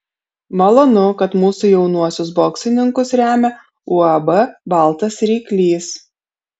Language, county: Lithuanian, Kaunas